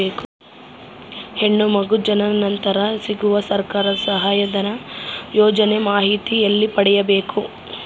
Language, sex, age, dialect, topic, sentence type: Kannada, female, 25-30, Central, banking, question